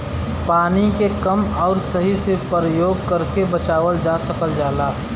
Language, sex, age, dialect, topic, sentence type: Bhojpuri, male, 25-30, Western, agriculture, statement